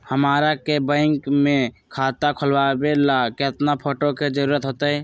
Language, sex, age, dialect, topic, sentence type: Magahi, male, 25-30, Western, banking, question